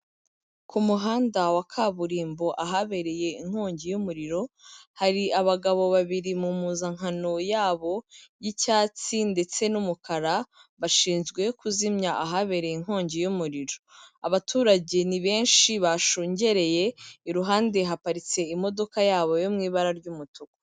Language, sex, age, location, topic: Kinyarwanda, female, 25-35, Kigali, government